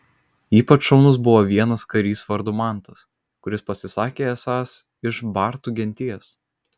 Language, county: Lithuanian, Kaunas